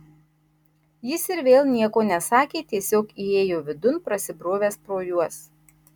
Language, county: Lithuanian, Marijampolė